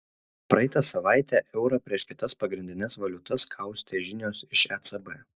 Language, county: Lithuanian, Utena